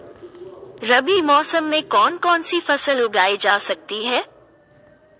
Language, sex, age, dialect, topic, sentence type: Hindi, female, 18-24, Marwari Dhudhari, agriculture, question